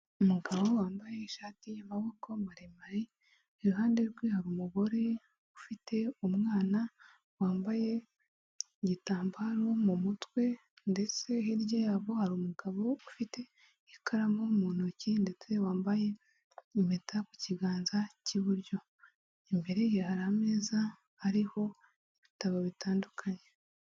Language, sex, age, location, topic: Kinyarwanda, female, 18-24, Huye, health